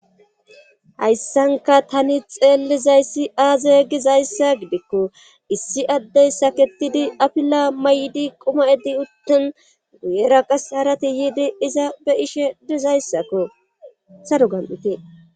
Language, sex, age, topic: Gamo, female, 25-35, government